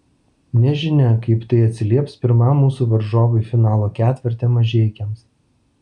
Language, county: Lithuanian, Vilnius